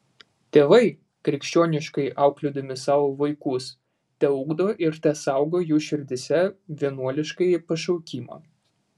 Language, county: Lithuanian, Vilnius